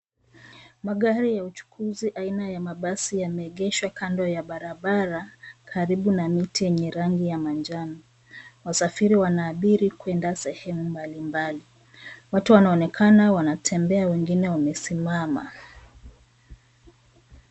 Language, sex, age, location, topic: Swahili, female, 25-35, Nairobi, government